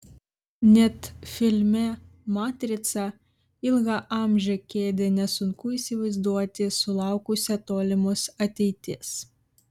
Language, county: Lithuanian, Vilnius